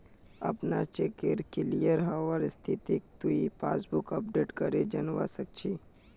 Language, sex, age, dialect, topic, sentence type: Magahi, male, 18-24, Northeastern/Surjapuri, banking, statement